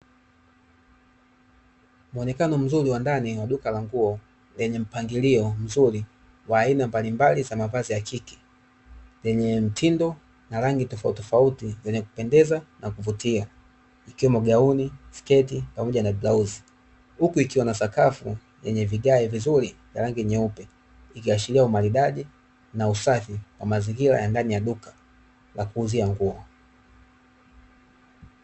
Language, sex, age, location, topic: Swahili, male, 25-35, Dar es Salaam, finance